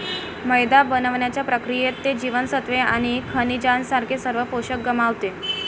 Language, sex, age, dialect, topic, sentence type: Marathi, female, <18, Varhadi, agriculture, statement